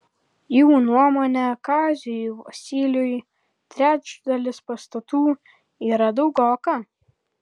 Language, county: Lithuanian, Kaunas